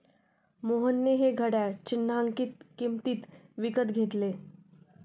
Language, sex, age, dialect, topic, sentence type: Marathi, female, 25-30, Standard Marathi, banking, statement